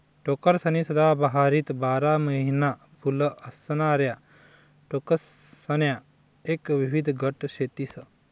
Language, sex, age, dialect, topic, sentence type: Marathi, male, 51-55, Northern Konkan, agriculture, statement